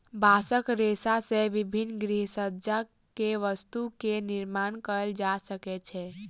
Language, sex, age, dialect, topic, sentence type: Maithili, female, 18-24, Southern/Standard, agriculture, statement